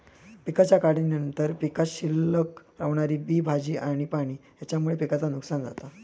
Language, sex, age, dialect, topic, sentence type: Marathi, male, 25-30, Southern Konkan, agriculture, statement